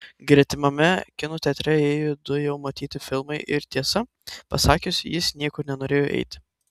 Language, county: Lithuanian, Tauragė